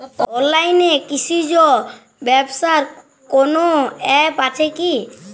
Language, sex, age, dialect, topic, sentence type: Bengali, female, 18-24, Jharkhandi, agriculture, question